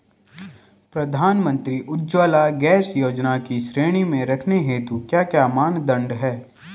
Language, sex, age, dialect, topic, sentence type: Hindi, male, 18-24, Garhwali, banking, question